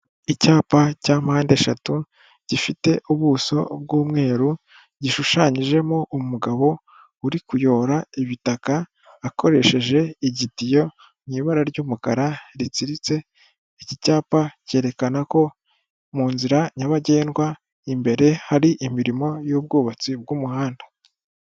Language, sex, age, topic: Kinyarwanda, male, 18-24, government